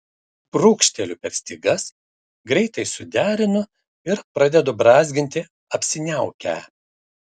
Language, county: Lithuanian, Šiauliai